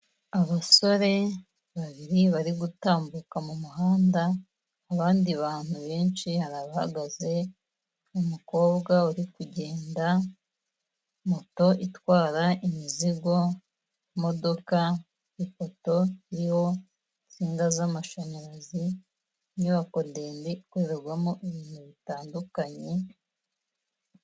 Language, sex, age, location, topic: Kinyarwanda, female, 25-35, Kigali, government